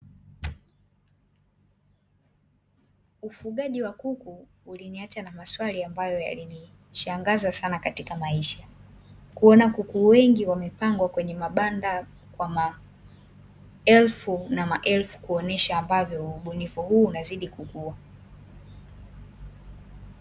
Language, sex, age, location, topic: Swahili, female, 18-24, Dar es Salaam, agriculture